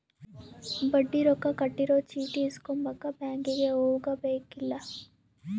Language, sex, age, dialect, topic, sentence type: Kannada, female, 25-30, Central, banking, statement